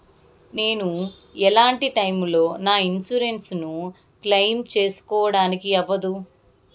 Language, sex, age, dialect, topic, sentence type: Telugu, female, 18-24, Southern, banking, question